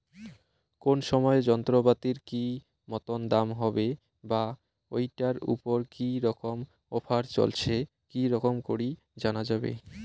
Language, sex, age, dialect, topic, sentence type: Bengali, male, 18-24, Rajbangshi, agriculture, question